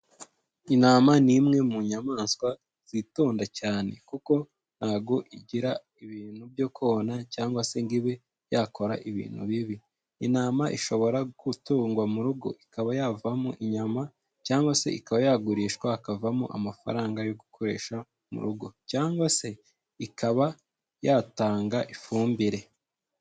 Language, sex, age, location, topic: Kinyarwanda, male, 18-24, Huye, agriculture